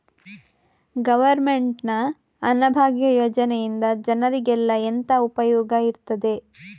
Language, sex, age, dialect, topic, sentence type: Kannada, female, 31-35, Coastal/Dakshin, banking, question